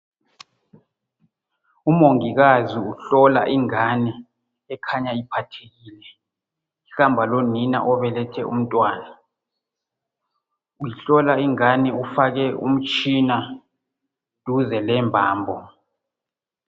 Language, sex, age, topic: North Ndebele, male, 36-49, health